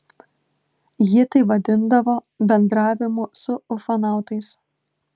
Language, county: Lithuanian, Klaipėda